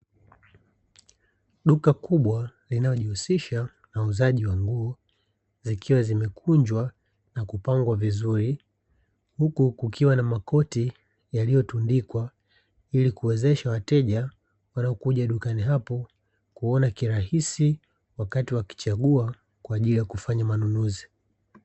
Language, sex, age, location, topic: Swahili, male, 25-35, Dar es Salaam, finance